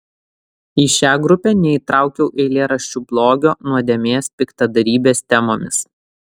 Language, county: Lithuanian, Vilnius